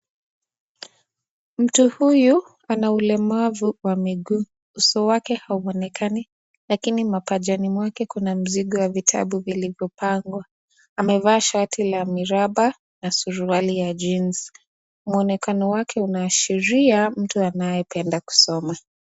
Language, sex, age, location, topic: Swahili, female, 18-24, Nakuru, education